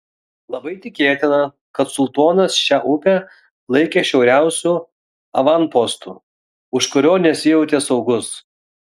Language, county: Lithuanian, Vilnius